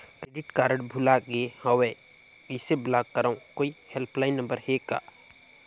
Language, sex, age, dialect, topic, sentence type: Chhattisgarhi, male, 18-24, Northern/Bhandar, banking, question